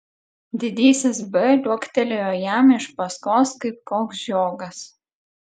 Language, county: Lithuanian, Klaipėda